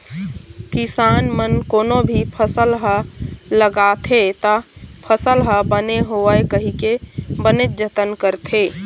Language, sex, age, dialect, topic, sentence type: Chhattisgarhi, female, 31-35, Eastern, agriculture, statement